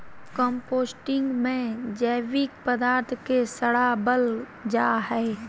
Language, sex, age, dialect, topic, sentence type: Magahi, male, 25-30, Southern, agriculture, statement